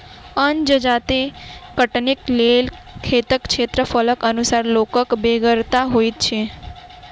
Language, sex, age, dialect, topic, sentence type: Maithili, female, 18-24, Southern/Standard, agriculture, statement